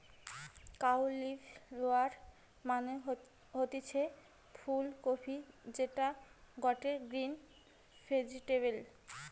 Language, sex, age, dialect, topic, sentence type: Bengali, female, 18-24, Western, agriculture, statement